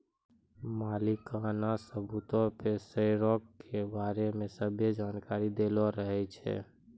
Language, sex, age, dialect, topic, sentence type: Maithili, male, 25-30, Angika, banking, statement